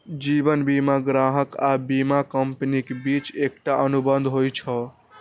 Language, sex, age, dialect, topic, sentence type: Maithili, male, 18-24, Eastern / Thethi, banking, statement